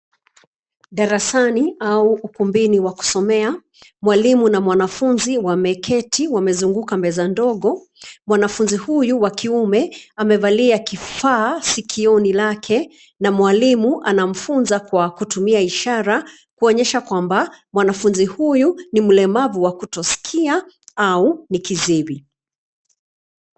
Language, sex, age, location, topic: Swahili, female, 36-49, Nairobi, education